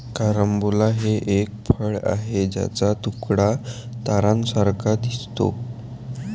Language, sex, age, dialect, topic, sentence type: Marathi, male, 18-24, Varhadi, agriculture, statement